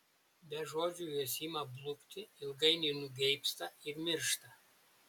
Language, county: Lithuanian, Šiauliai